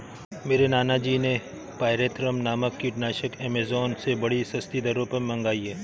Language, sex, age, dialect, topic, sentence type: Hindi, male, 31-35, Awadhi Bundeli, agriculture, statement